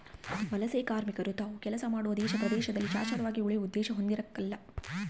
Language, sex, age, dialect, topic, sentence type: Kannada, female, 18-24, Central, agriculture, statement